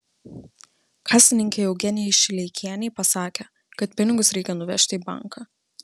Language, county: Lithuanian, Vilnius